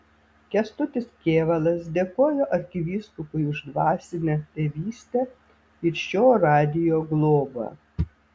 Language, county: Lithuanian, Vilnius